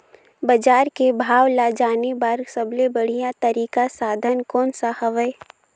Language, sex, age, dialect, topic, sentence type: Chhattisgarhi, female, 18-24, Northern/Bhandar, agriculture, question